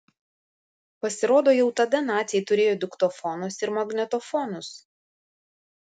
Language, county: Lithuanian, Vilnius